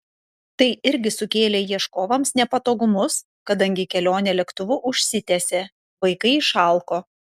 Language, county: Lithuanian, Panevėžys